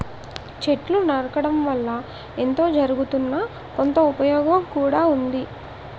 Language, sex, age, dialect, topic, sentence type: Telugu, female, 18-24, Utterandhra, agriculture, statement